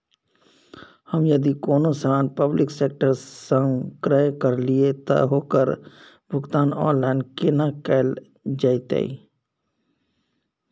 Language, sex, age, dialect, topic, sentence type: Maithili, male, 41-45, Bajjika, banking, question